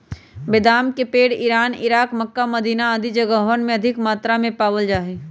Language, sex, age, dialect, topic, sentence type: Magahi, female, 31-35, Western, agriculture, statement